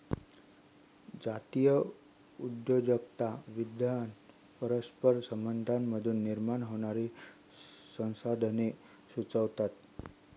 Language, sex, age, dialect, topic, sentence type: Marathi, male, 36-40, Northern Konkan, banking, statement